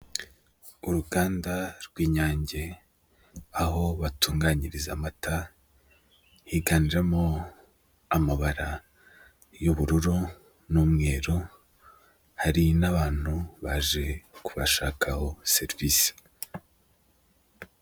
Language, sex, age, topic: Kinyarwanda, male, 18-24, finance